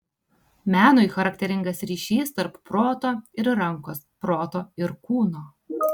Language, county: Lithuanian, Tauragė